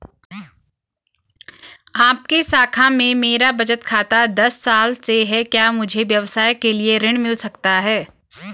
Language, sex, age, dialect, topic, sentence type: Hindi, female, 25-30, Garhwali, banking, question